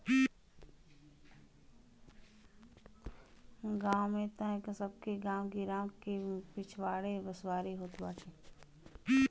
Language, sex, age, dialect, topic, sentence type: Bhojpuri, female, 25-30, Western, agriculture, statement